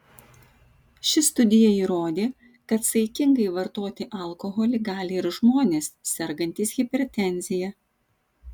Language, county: Lithuanian, Vilnius